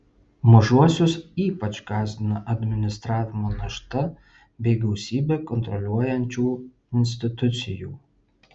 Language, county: Lithuanian, Vilnius